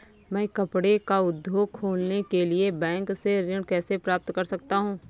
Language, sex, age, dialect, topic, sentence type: Hindi, female, 25-30, Awadhi Bundeli, banking, question